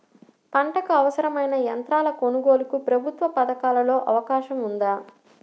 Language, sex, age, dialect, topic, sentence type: Telugu, female, 60-100, Central/Coastal, agriculture, question